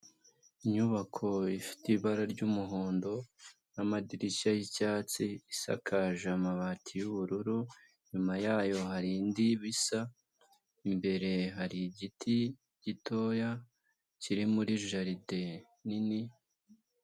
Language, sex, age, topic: Kinyarwanda, male, 25-35, health